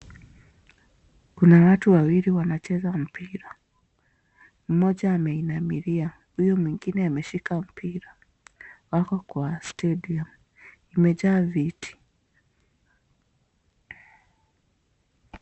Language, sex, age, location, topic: Swahili, female, 25-35, Nakuru, government